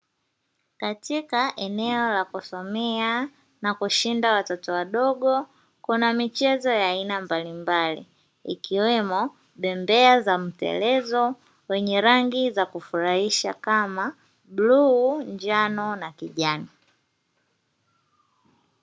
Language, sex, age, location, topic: Swahili, female, 18-24, Dar es Salaam, education